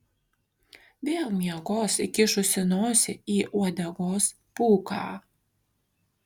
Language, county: Lithuanian, Kaunas